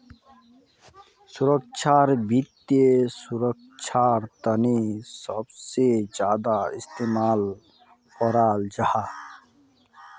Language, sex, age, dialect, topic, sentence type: Magahi, male, 31-35, Northeastern/Surjapuri, banking, statement